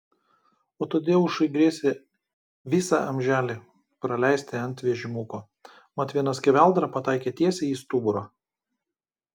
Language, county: Lithuanian, Kaunas